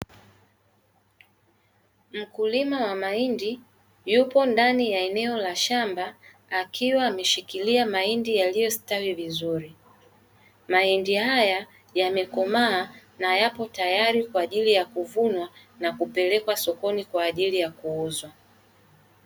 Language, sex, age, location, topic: Swahili, female, 18-24, Dar es Salaam, agriculture